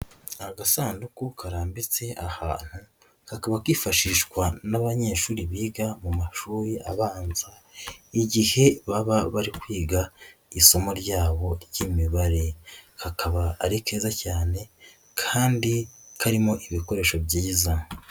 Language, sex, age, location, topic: Kinyarwanda, male, 36-49, Nyagatare, education